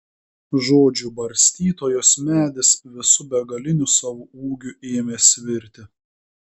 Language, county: Lithuanian, Kaunas